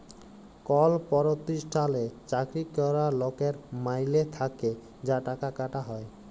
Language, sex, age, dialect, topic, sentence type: Bengali, male, 18-24, Jharkhandi, banking, statement